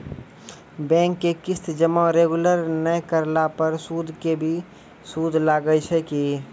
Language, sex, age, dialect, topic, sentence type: Maithili, male, 18-24, Angika, banking, question